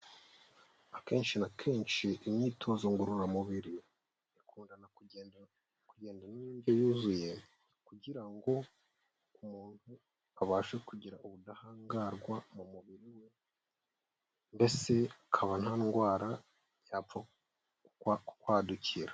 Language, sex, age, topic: Kinyarwanda, female, 18-24, health